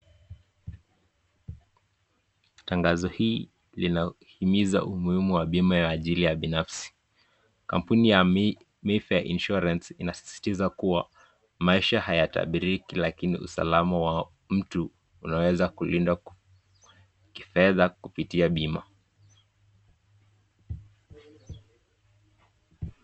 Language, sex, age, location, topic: Swahili, male, 18-24, Nakuru, finance